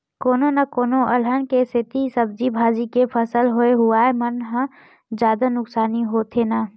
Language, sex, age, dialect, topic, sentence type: Chhattisgarhi, female, 18-24, Western/Budati/Khatahi, agriculture, statement